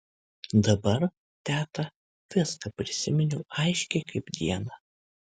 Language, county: Lithuanian, Kaunas